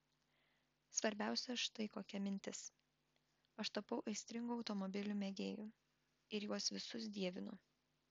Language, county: Lithuanian, Vilnius